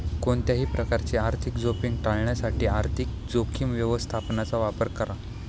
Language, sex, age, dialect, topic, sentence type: Marathi, male, 18-24, Standard Marathi, banking, statement